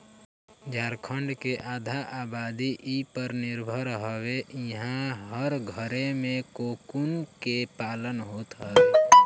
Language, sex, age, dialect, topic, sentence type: Bhojpuri, male, <18, Northern, agriculture, statement